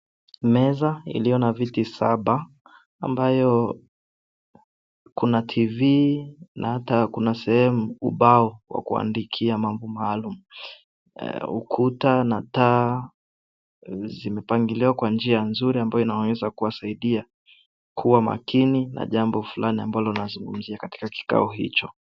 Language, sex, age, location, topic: Swahili, male, 18-24, Nairobi, education